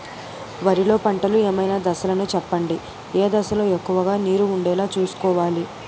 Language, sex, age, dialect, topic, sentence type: Telugu, female, 18-24, Utterandhra, agriculture, question